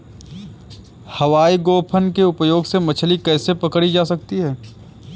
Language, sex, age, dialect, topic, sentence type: Hindi, male, 25-30, Kanauji Braj Bhasha, agriculture, statement